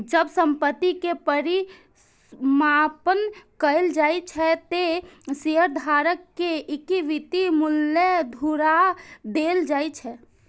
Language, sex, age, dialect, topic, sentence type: Maithili, female, 51-55, Eastern / Thethi, banking, statement